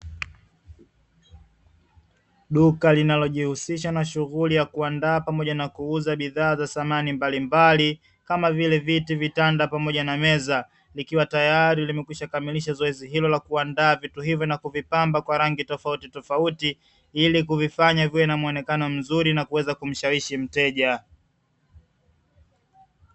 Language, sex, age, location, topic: Swahili, male, 25-35, Dar es Salaam, finance